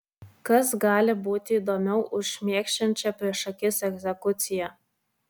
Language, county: Lithuanian, Vilnius